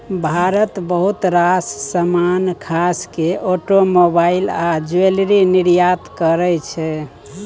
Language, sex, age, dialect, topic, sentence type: Maithili, male, 25-30, Bajjika, banking, statement